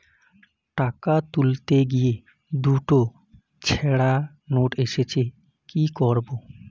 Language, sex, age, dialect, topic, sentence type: Bengali, male, 25-30, Rajbangshi, banking, question